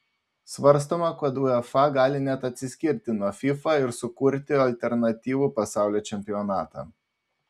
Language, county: Lithuanian, Panevėžys